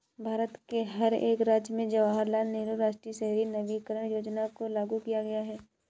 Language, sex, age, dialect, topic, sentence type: Hindi, female, 56-60, Kanauji Braj Bhasha, banking, statement